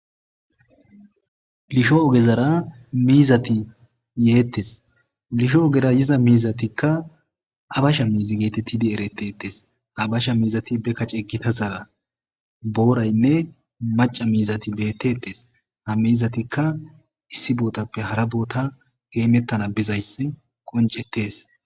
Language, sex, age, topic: Gamo, male, 25-35, agriculture